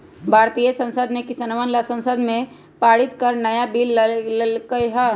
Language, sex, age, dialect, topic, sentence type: Magahi, female, 25-30, Western, agriculture, statement